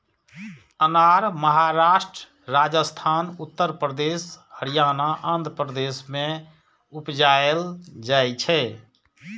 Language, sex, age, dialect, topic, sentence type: Maithili, male, 46-50, Eastern / Thethi, agriculture, statement